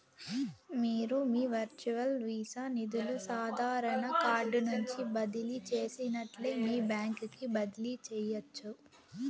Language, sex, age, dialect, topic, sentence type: Telugu, female, 18-24, Southern, banking, statement